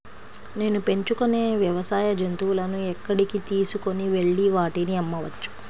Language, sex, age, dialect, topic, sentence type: Telugu, female, 25-30, Central/Coastal, agriculture, question